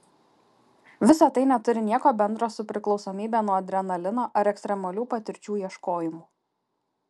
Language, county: Lithuanian, Kaunas